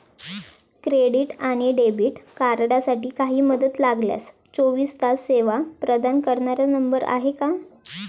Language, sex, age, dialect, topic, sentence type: Marathi, female, 18-24, Standard Marathi, banking, question